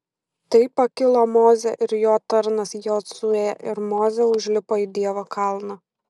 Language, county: Lithuanian, Šiauliai